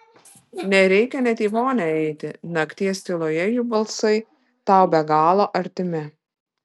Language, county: Lithuanian, Vilnius